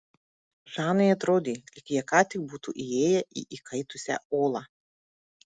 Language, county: Lithuanian, Marijampolė